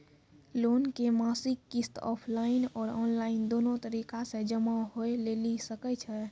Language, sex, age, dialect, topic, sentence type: Maithili, female, 46-50, Angika, banking, question